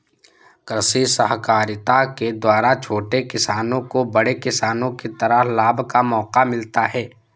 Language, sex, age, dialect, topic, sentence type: Hindi, male, 51-55, Awadhi Bundeli, agriculture, statement